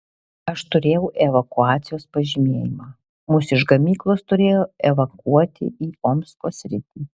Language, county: Lithuanian, Alytus